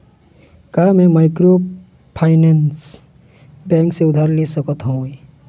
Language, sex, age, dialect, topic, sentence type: Chhattisgarhi, male, 18-24, Eastern, banking, question